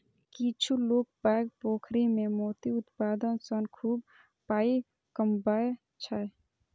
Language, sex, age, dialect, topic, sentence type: Maithili, female, 25-30, Eastern / Thethi, agriculture, statement